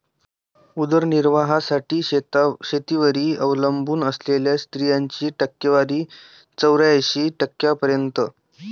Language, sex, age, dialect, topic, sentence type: Marathi, male, 18-24, Varhadi, agriculture, statement